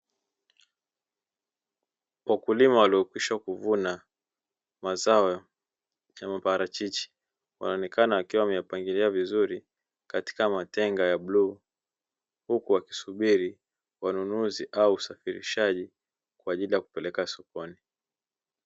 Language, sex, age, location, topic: Swahili, male, 25-35, Dar es Salaam, agriculture